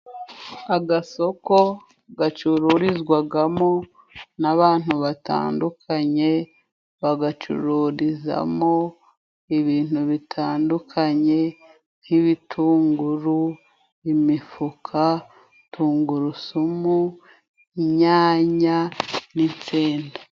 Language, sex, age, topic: Kinyarwanda, female, 25-35, finance